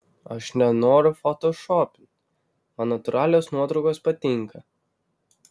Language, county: Lithuanian, Vilnius